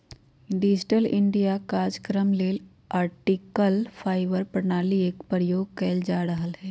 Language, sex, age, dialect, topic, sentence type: Magahi, female, 51-55, Western, banking, statement